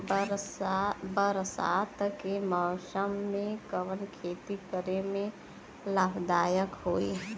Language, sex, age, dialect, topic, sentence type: Bhojpuri, female, 18-24, Western, agriculture, question